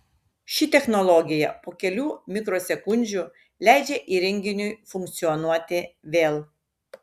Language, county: Lithuanian, Šiauliai